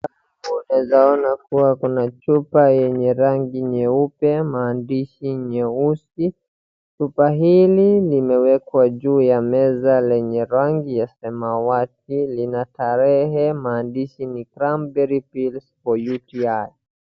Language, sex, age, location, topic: Swahili, male, 18-24, Wajir, health